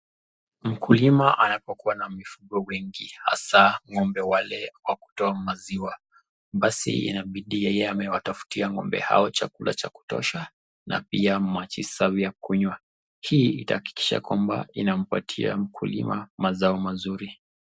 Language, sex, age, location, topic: Swahili, male, 25-35, Nakuru, agriculture